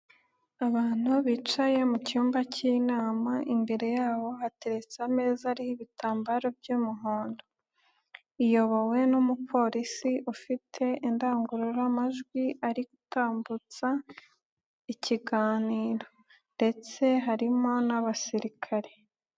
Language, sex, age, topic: Kinyarwanda, female, 18-24, government